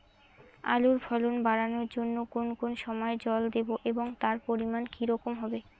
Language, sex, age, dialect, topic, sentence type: Bengali, female, 18-24, Rajbangshi, agriculture, question